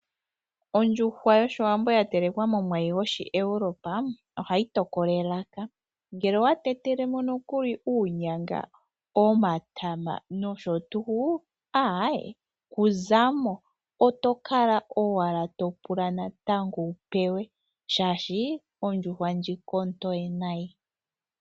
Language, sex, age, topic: Oshiwambo, female, 25-35, agriculture